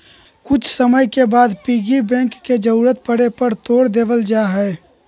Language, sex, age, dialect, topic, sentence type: Magahi, male, 18-24, Western, banking, statement